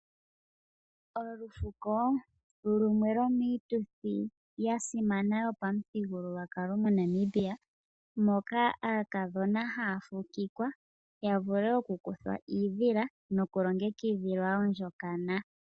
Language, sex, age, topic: Oshiwambo, female, 25-35, agriculture